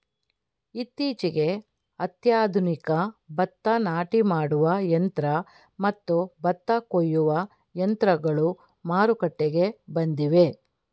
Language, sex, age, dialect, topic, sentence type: Kannada, female, 46-50, Mysore Kannada, agriculture, statement